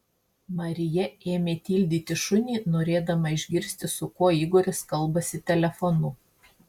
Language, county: Lithuanian, Marijampolė